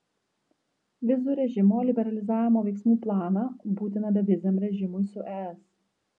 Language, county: Lithuanian, Vilnius